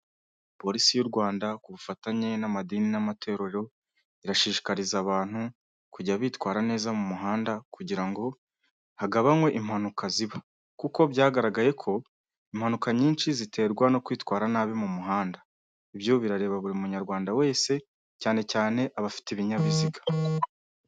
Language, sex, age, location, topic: Kinyarwanda, male, 18-24, Nyagatare, finance